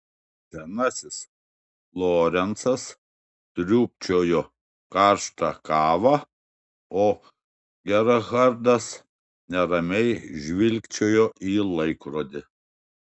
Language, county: Lithuanian, Šiauliai